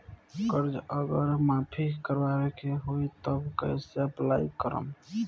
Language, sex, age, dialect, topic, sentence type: Bhojpuri, male, <18, Southern / Standard, banking, question